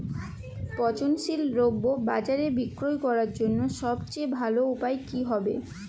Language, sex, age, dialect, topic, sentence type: Bengali, female, 18-24, Jharkhandi, agriculture, statement